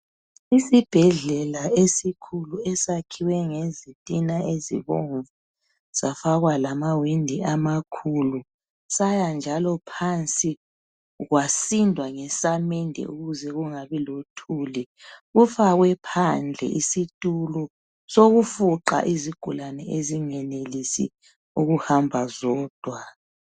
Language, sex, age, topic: North Ndebele, female, 50+, health